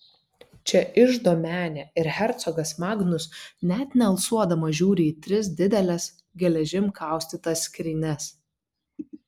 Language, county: Lithuanian, Vilnius